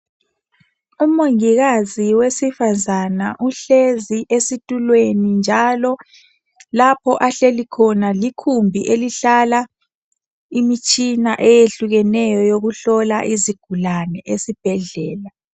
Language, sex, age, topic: North Ndebele, male, 25-35, health